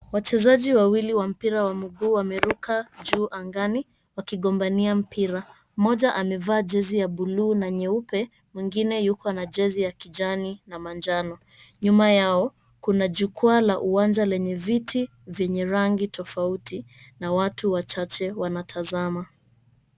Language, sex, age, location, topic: Swahili, female, 25-35, Mombasa, government